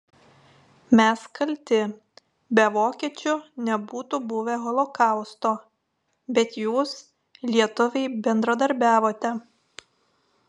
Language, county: Lithuanian, Telšiai